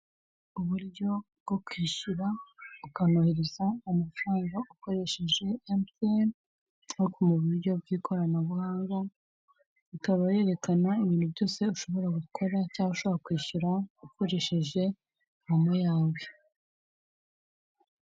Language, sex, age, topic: Kinyarwanda, female, 18-24, finance